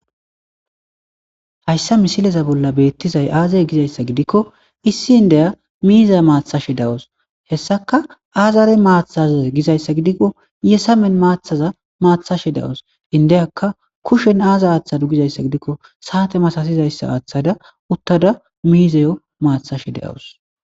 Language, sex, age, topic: Gamo, male, 25-35, agriculture